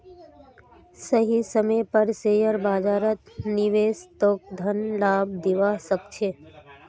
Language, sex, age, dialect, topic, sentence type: Magahi, female, 18-24, Northeastern/Surjapuri, banking, statement